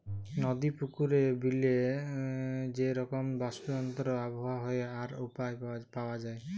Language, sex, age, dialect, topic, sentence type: Bengali, male, 31-35, Jharkhandi, agriculture, statement